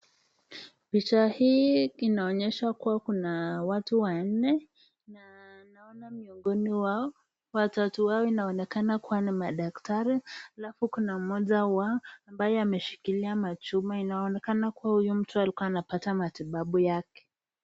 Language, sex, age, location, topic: Swahili, female, 18-24, Nakuru, health